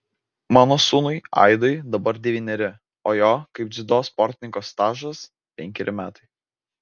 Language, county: Lithuanian, Vilnius